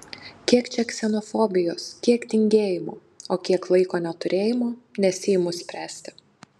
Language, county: Lithuanian, Panevėžys